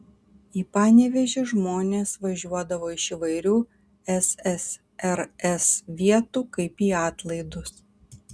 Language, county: Lithuanian, Kaunas